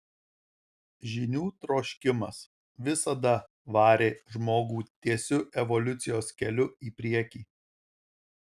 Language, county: Lithuanian, Marijampolė